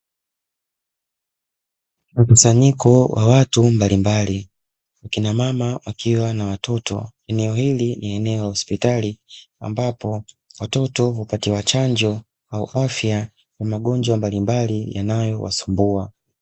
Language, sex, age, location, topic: Swahili, male, 25-35, Dar es Salaam, health